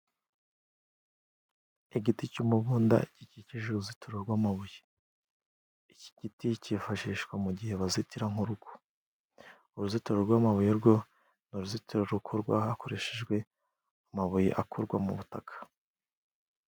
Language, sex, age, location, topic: Kinyarwanda, male, 18-24, Musanze, agriculture